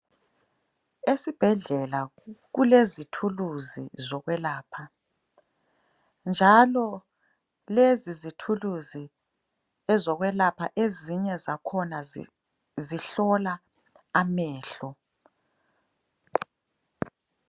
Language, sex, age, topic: North Ndebele, female, 25-35, health